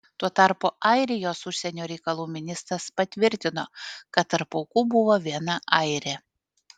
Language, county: Lithuanian, Panevėžys